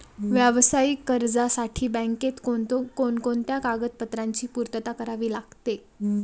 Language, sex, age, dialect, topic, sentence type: Marathi, female, 18-24, Standard Marathi, banking, question